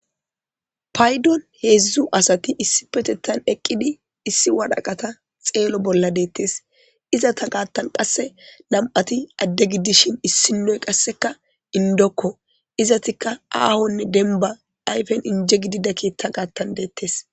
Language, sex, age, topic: Gamo, male, 25-35, government